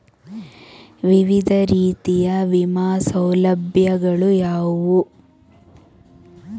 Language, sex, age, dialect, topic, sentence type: Kannada, female, 36-40, Mysore Kannada, banking, question